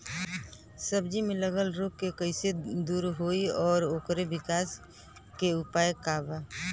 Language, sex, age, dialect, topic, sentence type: Bhojpuri, female, <18, Western, agriculture, question